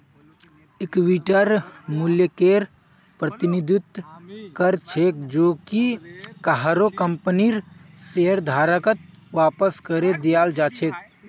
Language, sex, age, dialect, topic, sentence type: Magahi, male, 25-30, Northeastern/Surjapuri, banking, statement